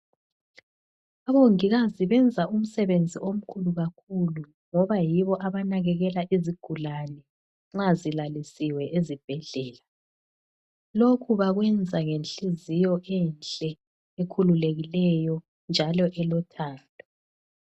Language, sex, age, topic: North Ndebele, female, 36-49, health